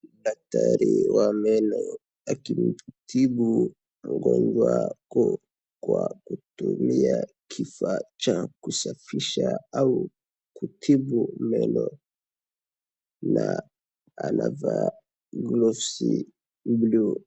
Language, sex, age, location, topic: Swahili, male, 18-24, Wajir, health